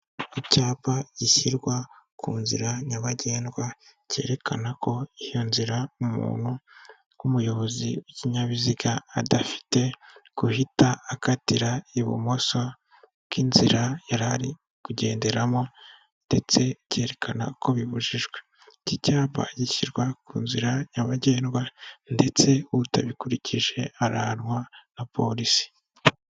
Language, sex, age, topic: Kinyarwanda, male, 18-24, government